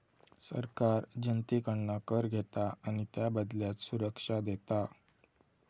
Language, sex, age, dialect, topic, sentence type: Marathi, male, 18-24, Southern Konkan, banking, statement